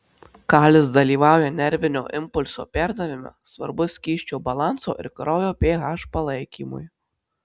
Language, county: Lithuanian, Marijampolė